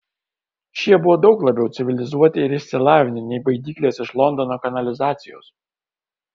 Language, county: Lithuanian, Kaunas